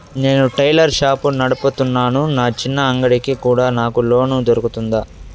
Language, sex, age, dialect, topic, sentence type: Telugu, male, 41-45, Southern, banking, question